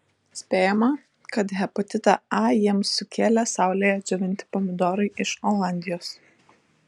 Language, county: Lithuanian, Vilnius